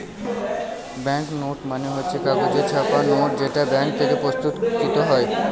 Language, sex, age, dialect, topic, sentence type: Bengali, male, 18-24, Northern/Varendri, banking, statement